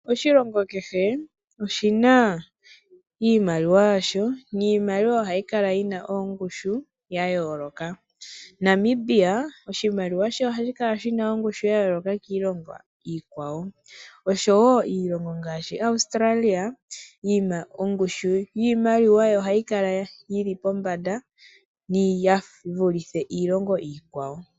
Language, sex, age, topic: Oshiwambo, male, 25-35, finance